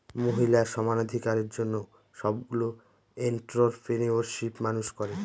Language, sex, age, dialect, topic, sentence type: Bengali, male, 31-35, Northern/Varendri, banking, statement